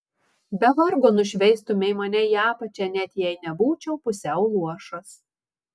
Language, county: Lithuanian, Marijampolė